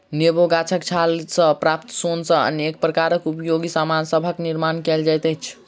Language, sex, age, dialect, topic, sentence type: Maithili, male, 36-40, Southern/Standard, agriculture, statement